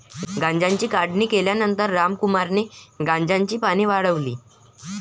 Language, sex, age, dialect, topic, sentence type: Marathi, male, 18-24, Varhadi, agriculture, statement